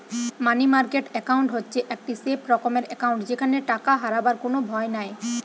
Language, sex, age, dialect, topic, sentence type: Bengali, female, 18-24, Western, banking, statement